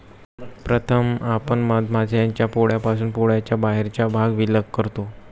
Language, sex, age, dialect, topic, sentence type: Marathi, male, 25-30, Standard Marathi, agriculture, statement